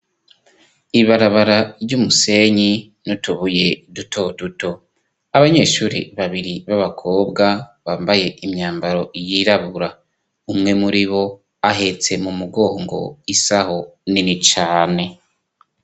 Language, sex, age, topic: Rundi, female, 25-35, education